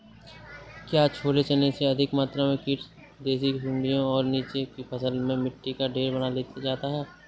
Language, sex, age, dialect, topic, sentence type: Hindi, male, 18-24, Awadhi Bundeli, agriculture, question